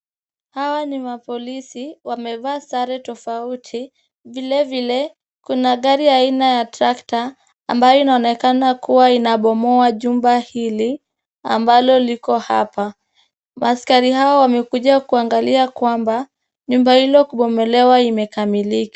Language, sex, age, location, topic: Swahili, female, 25-35, Kisumu, health